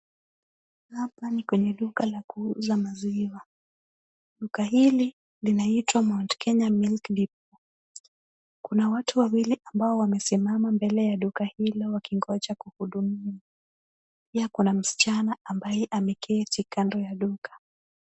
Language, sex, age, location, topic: Swahili, female, 18-24, Kisumu, finance